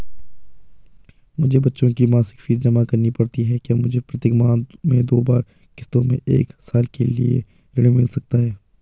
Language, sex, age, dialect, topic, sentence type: Hindi, male, 18-24, Garhwali, banking, question